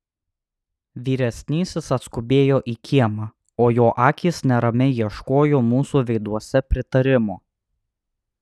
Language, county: Lithuanian, Alytus